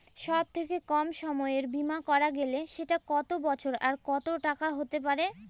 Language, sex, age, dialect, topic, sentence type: Bengali, female, <18, Northern/Varendri, banking, question